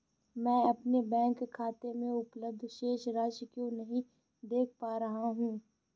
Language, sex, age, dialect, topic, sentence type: Hindi, female, 25-30, Awadhi Bundeli, banking, question